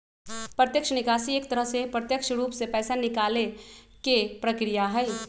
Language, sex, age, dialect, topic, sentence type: Magahi, male, 36-40, Western, banking, statement